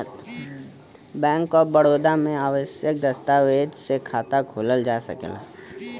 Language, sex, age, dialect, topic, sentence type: Bhojpuri, male, 18-24, Western, banking, statement